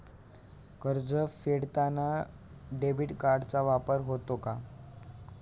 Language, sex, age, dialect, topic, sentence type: Marathi, male, 18-24, Standard Marathi, banking, question